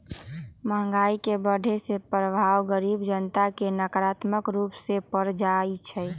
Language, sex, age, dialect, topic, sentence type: Magahi, female, 18-24, Western, banking, statement